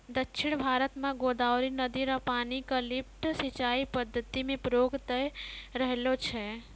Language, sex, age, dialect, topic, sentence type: Maithili, female, 51-55, Angika, banking, statement